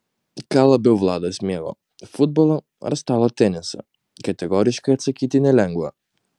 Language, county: Lithuanian, Kaunas